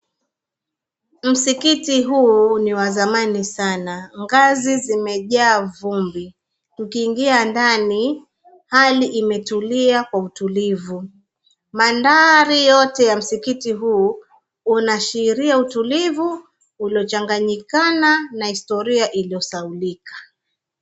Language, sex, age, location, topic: Swahili, female, 25-35, Mombasa, government